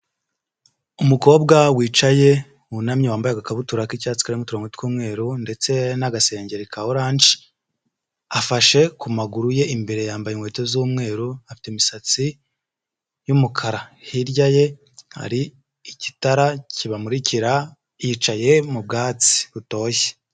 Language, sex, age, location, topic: Kinyarwanda, male, 25-35, Huye, health